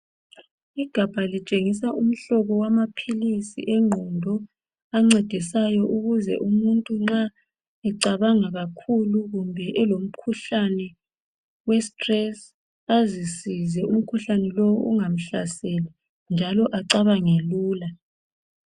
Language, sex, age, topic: North Ndebele, female, 36-49, health